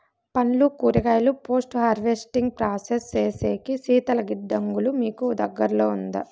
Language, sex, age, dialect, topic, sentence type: Telugu, female, 25-30, Southern, agriculture, question